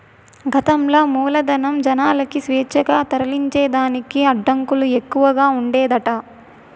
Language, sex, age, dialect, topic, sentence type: Telugu, female, 18-24, Southern, banking, statement